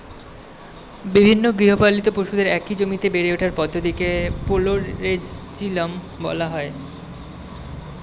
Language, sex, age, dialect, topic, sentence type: Bengali, male, 18-24, Standard Colloquial, agriculture, statement